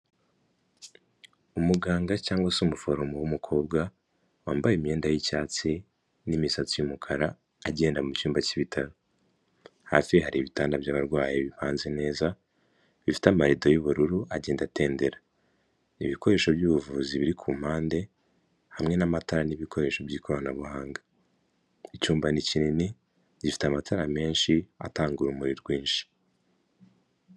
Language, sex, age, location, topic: Kinyarwanda, male, 18-24, Kigali, health